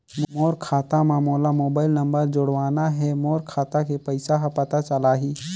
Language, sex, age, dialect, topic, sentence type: Chhattisgarhi, male, 18-24, Northern/Bhandar, banking, question